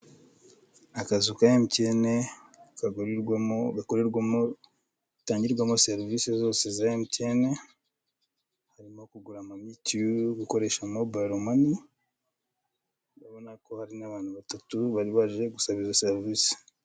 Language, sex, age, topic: Kinyarwanda, male, 25-35, finance